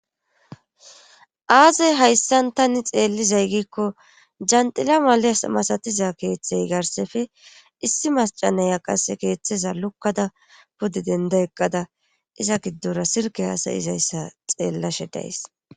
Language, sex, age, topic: Gamo, female, 25-35, government